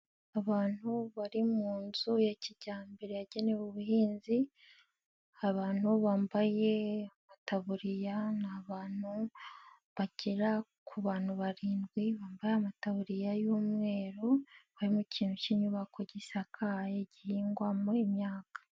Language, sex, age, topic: Kinyarwanda, female, 18-24, agriculture